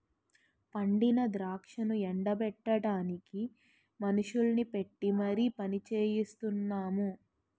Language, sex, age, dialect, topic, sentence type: Telugu, female, 18-24, Utterandhra, agriculture, statement